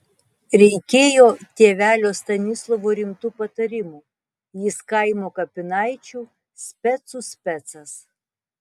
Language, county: Lithuanian, Tauragė